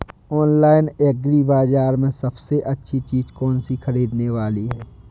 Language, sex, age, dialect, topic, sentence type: Hindi, male, 18-24, Awadhi Bundeli, agriculture, question